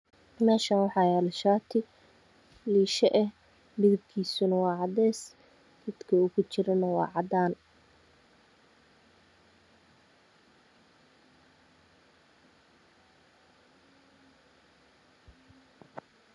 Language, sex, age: Somali, female, 25-35